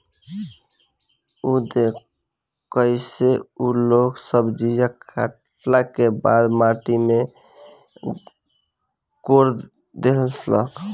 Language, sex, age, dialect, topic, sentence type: Bhojpuri, male, 18-24, Southern / Standard, agriculture, statement